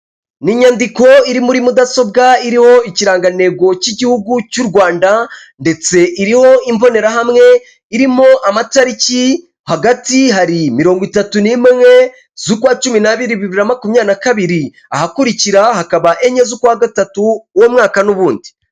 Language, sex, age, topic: Kinyarwanda, male, 25-35, finance